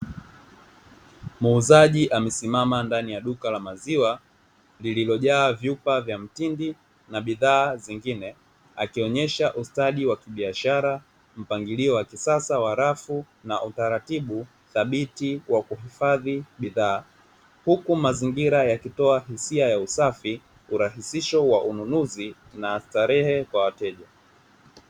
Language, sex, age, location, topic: Swahili, male, 18-24, Dar es Salaam, finance